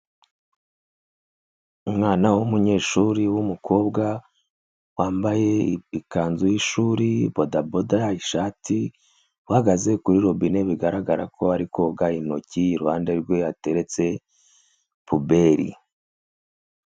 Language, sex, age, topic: Kinyarwanda, female, 25-35, health